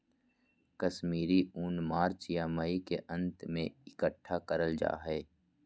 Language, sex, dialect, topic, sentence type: Magahi, male, Southern, agriculture, statement